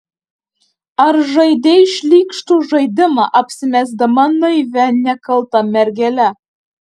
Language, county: Lithuanian, Alytus